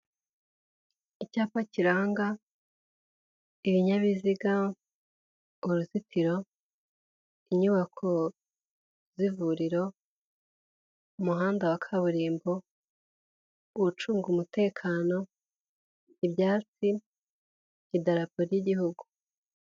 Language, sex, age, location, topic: Kinyarwanda, female, 18-24, Huye, government